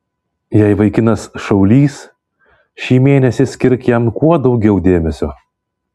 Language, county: Lithuanian, Vilnius